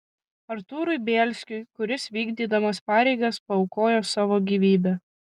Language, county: Lithuanian, Kaunas